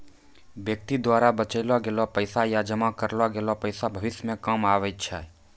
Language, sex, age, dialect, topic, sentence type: Maithili, male, 18-24, Angika, banking, statement